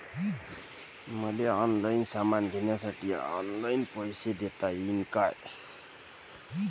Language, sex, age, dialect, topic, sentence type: Marathi, male, 31-35, Varhadi, banking, question